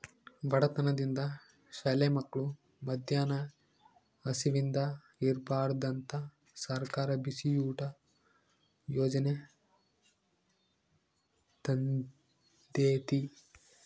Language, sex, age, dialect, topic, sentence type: Kannada, male, 18-24, Central, agriculture, statement